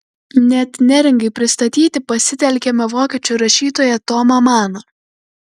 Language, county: Lithuanian, Vilnius